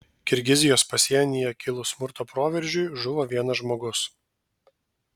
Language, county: Lithuanian, Vilnius